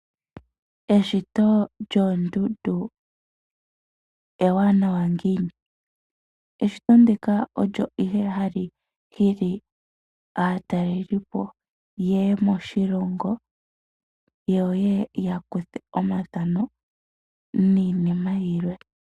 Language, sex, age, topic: Oshiwambo, female, 18-24, agriculture